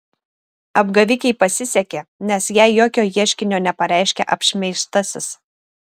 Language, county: Lithuanian, Šiauliai